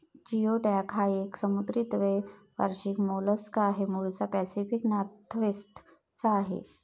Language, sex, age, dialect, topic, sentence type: Marathi, female, 51-55, Varhadi, agriculture, statement